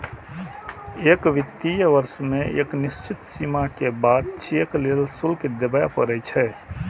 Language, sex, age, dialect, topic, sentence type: Maithili, male, 41-45, Eastern / Thethi, banking, statement